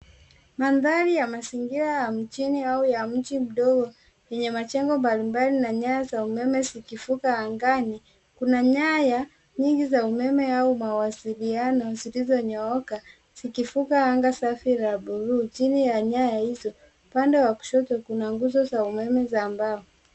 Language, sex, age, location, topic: Swahili, male, 18-24, Nairobi, finance